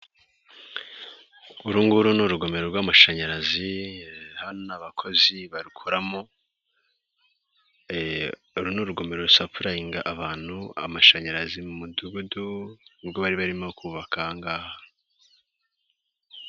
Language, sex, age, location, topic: Kinyarwanda, male, 18-24, Nyagatare, government